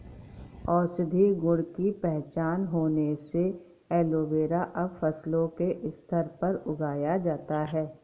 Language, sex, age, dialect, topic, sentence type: Hindi, female, 51-55, Awadhi Bundeli, agriculture, statement